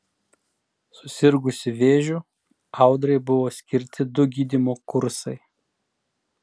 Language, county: Lithuanian, Klaipėda